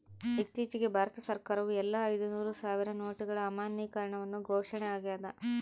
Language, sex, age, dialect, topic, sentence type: Kannada, female, 25-30, Central, banking, statement